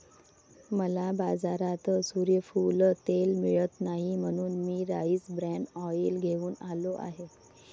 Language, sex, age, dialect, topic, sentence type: Marathi, female, 31-35, Varhadi, agriculture, statement